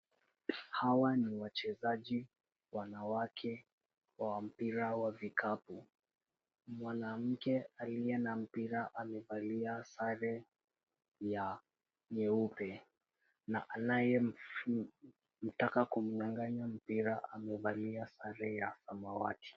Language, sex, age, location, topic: Swahili, female, 36-49, Kisumu, government